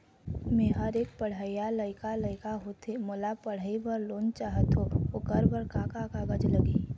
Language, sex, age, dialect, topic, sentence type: Chhattisgarhi, female, 36-40, Eastern, banking, question